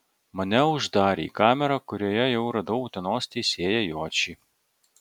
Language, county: Lithuanian, Vilnius